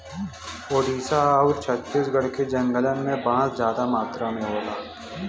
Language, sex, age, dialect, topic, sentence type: Bhojpuri, male, 18-24, Western, agriculture, statement